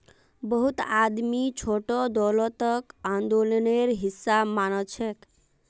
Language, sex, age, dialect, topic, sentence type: Magahi, female, 18-24, Northeastern/Surjapuri, banking, statement